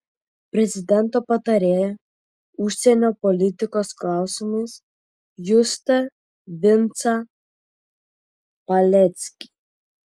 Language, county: Lithuanian, Vilnius